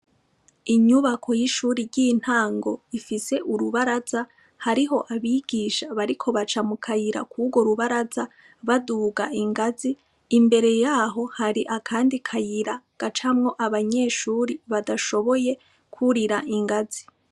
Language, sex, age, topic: Rundi, female, 25-35, education